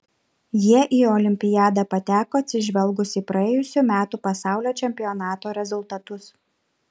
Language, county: Lithuanian, Šiauliai